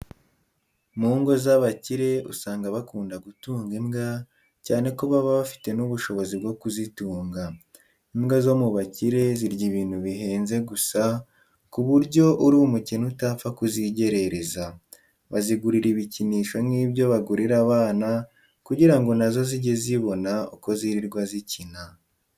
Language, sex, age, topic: Kinyarwanda, male, 18-24, education